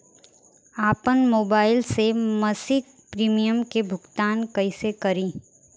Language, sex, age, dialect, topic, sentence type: Bhojpuri, female, 18-24, Southern / Standard, banking, question